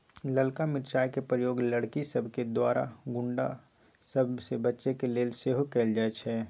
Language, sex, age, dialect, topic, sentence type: Magahi, male, 18-24, Western, agriculture, statement